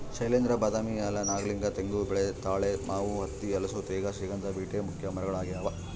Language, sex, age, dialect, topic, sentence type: Kannada, male, 31-35, Central, agriculture, statement